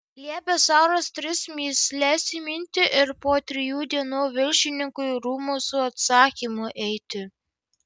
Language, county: Lithuanian, Kaunas